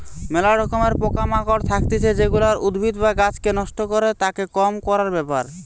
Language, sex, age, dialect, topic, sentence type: Bengali, male, 18-24, Western, agriculture, statement